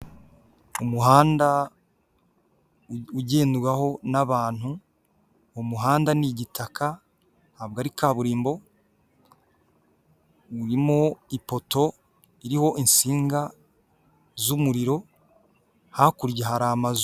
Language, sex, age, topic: Kinyarwanda, male, 18-24, government